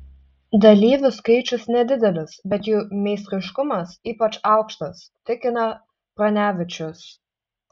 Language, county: Lithuanian, Utena